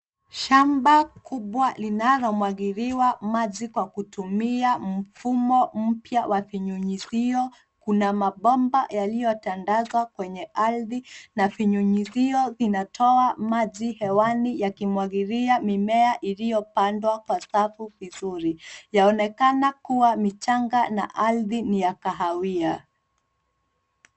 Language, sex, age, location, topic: Swahili, female, 25-35, Nairobi, agriculture